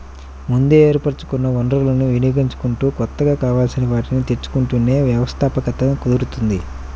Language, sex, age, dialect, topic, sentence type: Telugu, male, 31-35, Central/Coastal, banking, statement